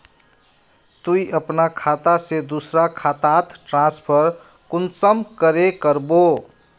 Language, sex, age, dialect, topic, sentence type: Magahi, male, 31-35, Northeastern/Surjapuri, banking, question